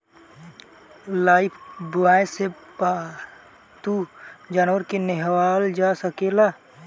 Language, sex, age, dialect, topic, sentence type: Bhojpuri, male, 18-24, Southern / Standard, agriculture, question